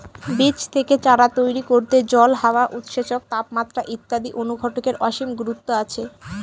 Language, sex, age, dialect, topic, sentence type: Bengali, female, 18-24, Northern/Varendri, agriculture, statement